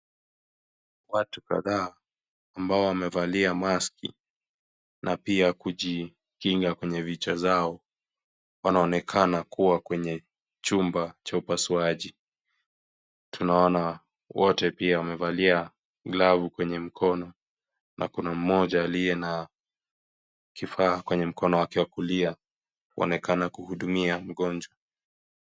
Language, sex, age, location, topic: Swahili, male, 25-35, Kisii, health